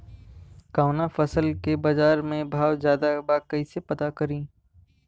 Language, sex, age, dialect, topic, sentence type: Bhojpuri, male, 18-24, Western, agriculture, question